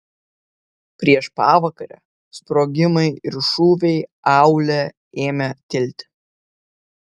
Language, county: Lithuanian, Vilnius